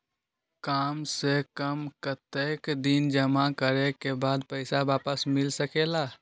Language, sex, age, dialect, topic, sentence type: Magahi, male, 18-24, Western, banking, question